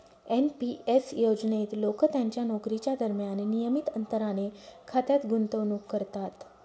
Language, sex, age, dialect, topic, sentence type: Marathi, female, 18-24, Northern Konkan, banking, statement